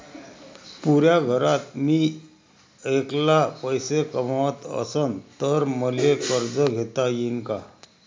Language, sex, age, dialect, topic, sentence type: Marathi, male, 31-35, Varhadi, banking, question